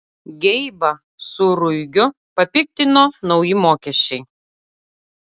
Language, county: Lithuanian, Utena